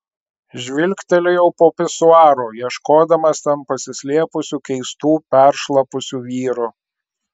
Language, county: Lithuanian, Klaipėda